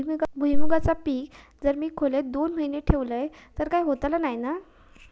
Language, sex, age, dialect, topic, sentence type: Marathi, female, 41-45, Southern Konkan, agriculture, question